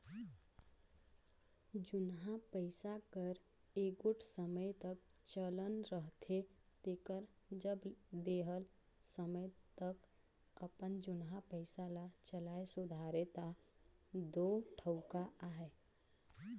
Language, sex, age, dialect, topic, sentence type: Chhattisgarhi, female, 31-35, Northern/Bhandar, banking, statement